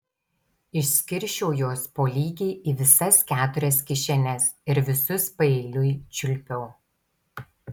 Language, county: Lithuanian, Tauragė